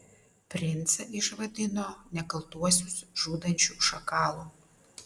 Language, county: Lithuanian, Vilnius